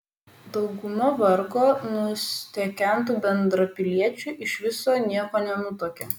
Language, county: Lithuanian, Vilnius